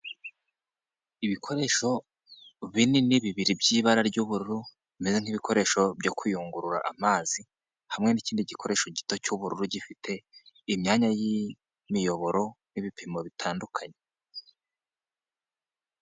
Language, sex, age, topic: Kinyarwanda, male, 18-24, health